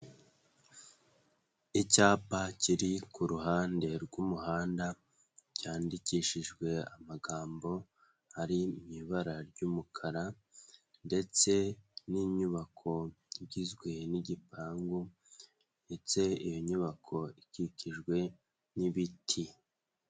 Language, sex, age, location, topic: Kinyarwanda, male, 18-24, Nyagatare, government